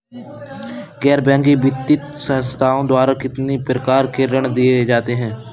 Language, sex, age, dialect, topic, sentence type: Hindi, male, 18-24, Awadhi Bundeli, banking, question